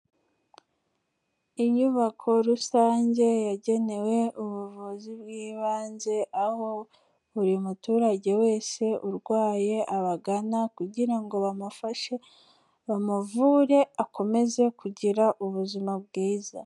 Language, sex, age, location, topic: Kinyarwanda, female, 18-24, Kigali, health